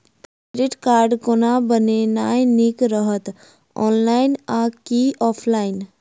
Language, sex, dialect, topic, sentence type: Maithili, female, Southern/Standard, banking, question